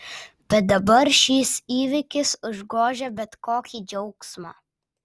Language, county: Lithuanian, Vilnius